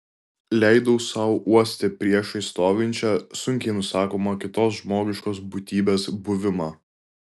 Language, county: Lithuanian, Klaipėda